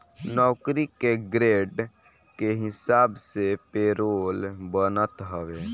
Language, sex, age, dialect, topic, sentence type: Bhojpuri, male, <18, Northern, banking, statement